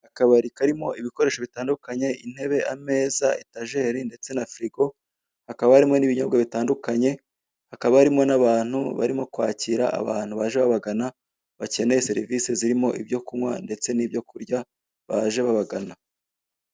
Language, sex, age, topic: Kinyarwanda, male, 25-35, finance